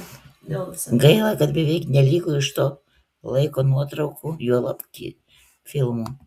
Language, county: Lithuanian, Klaipėda